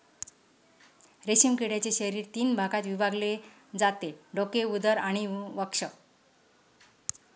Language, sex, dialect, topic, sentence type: Marathi, male, Standard Marathi, agriculture, statement